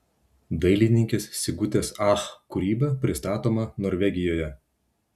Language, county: Lithuanian, Vilnius